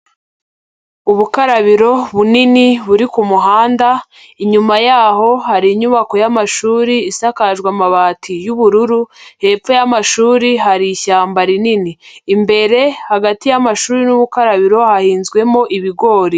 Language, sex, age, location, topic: Kinyarwanda, female, 18-24, Huye, education